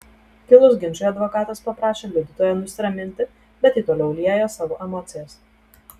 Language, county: Lithuanian, Telšiai